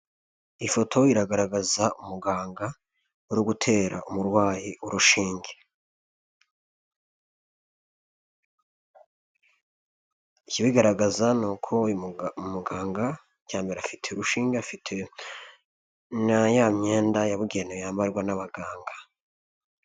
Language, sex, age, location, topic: Kinyarwanda, male, 25-35, Nyagatare, health